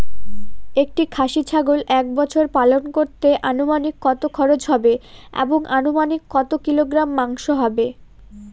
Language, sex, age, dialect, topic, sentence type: Bengali, female, 18-24, Northern/Varendri, agriculture, question